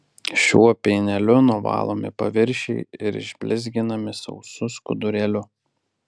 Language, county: Lithuanian, Alytus